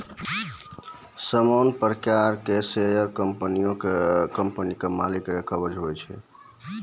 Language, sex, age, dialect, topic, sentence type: Maithili, male, 18-24, Angika, banking, statement